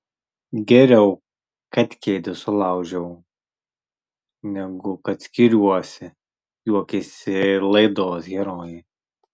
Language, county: Lithuanian, Marijampolė